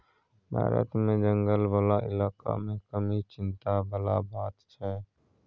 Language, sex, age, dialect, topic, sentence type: Maithili, male, 46-50, Bajjika, agriculture, statement